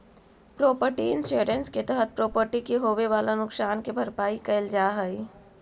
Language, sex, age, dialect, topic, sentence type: Magahi, female, 60-100, Central/Standard, banking, statement